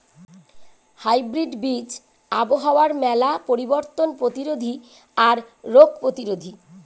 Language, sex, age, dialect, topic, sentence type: Bengali, female, 41-45, Rajbangshi, agriculture, statement